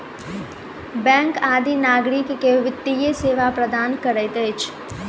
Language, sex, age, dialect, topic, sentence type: Maithili, female, 18-24, Southern/Standard, banking, statement